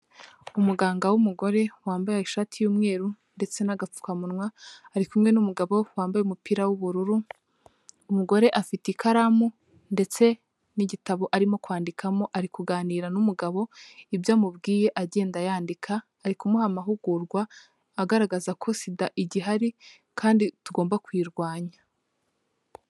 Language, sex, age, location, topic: Kinyarwanda, female, 18-24, Kigali, health